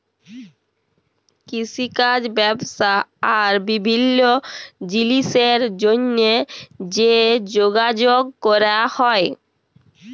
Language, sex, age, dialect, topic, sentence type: Bengali, female, 18-24, Jharkhandi, agriculture, statement